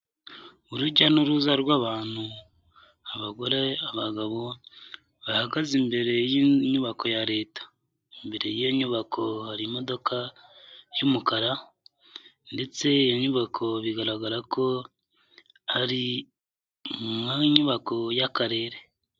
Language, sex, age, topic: Kinyarwanda, male, 25-35, government